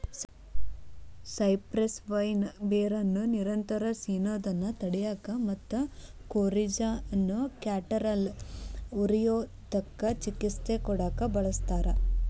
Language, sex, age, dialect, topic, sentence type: Kannada, female, 18-24, Dharwad Kannada, agriculture, statement